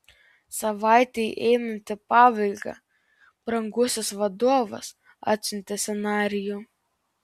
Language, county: Lithuanian, Vilnius